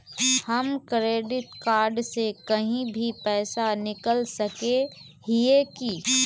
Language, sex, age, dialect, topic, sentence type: Magahi, female, 18-24, Northeastern/Surjapuri, banking, question